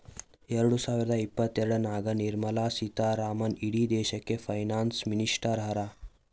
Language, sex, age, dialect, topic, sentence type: Kannada, male, 18-24, Northeastern, banking, statement